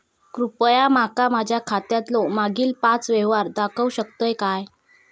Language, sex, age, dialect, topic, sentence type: Marathi, female, 25-30, Southern Konkan, banking, statement